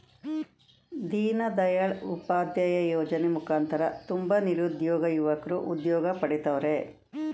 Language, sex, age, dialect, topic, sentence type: Kannada, female, 56-60, Mysore Kannada, banking, statement